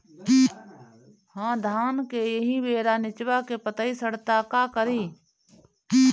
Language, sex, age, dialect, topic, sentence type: Bhojpuri, female, 31-35, Northern, agriculture, question